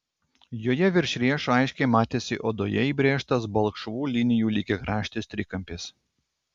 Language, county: Lithuanian, Klaipėda